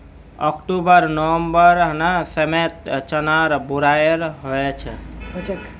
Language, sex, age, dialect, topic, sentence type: Magahi, male, 18-24, Northeastern/Surjapuri, agriculture, statement